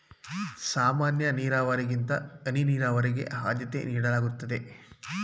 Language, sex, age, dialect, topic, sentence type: Kannada, male, 25-30, Mysore Kannada, agriculture, statement